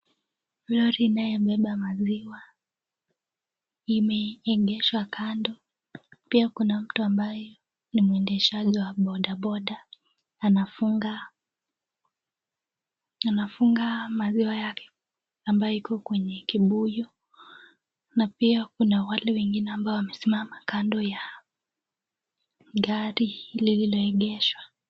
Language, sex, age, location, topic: Swahili, female, 18-24, Nakuru, agriculture